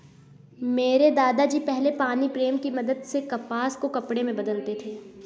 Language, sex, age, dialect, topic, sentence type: Hindi, female, 25-30, Awadhi Bundeli, agriculture, statement